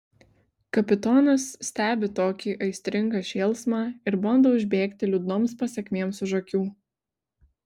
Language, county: Lithuanian, Vilnius